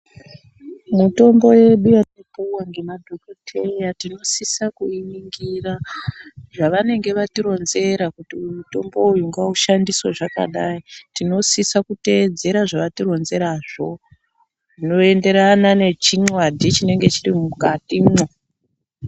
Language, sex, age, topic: Ndau, female, 18-24, health